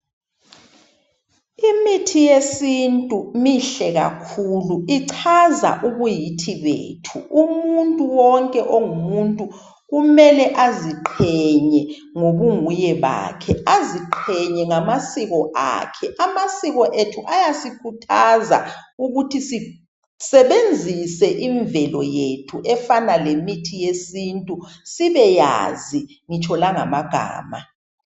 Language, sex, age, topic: North Ndebele, male, 36-49, health